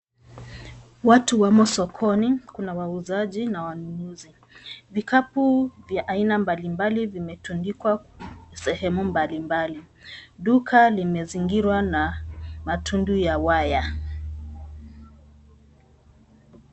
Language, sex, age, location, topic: Swahili, female, 25-35, Nairobi, finance